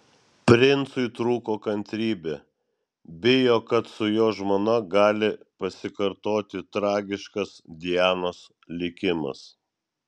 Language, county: Lithuanian, Vilnius